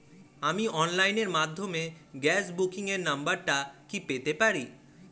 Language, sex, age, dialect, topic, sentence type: Bengali, male, 18-24, Standard Colloquial, banking, question